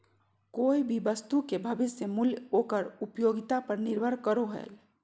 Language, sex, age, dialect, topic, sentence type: Magahi, female, 41-45, Southern, banking, statement